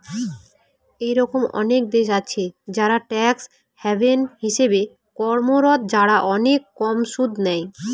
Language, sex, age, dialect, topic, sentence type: Bengali, female, 18-24, Northern/Varendri, banking, statement